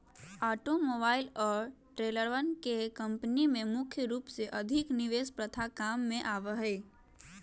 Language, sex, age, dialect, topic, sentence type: Magahi, female, 18-24, Western, banking, statement